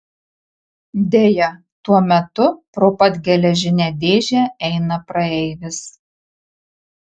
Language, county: Lithuanian, Marijampolė